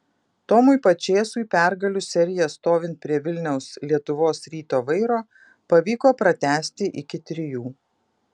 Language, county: Lithuanian, Vilnius